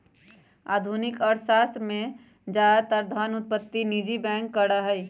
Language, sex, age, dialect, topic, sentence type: Magahi, female, 56-60, Western, banking, statement